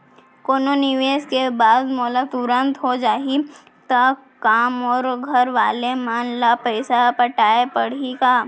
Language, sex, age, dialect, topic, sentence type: Chhattisgarhi, female, 18-24, Central, banking, question